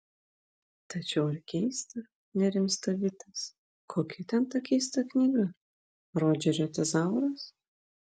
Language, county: Lithuanian, Vilnius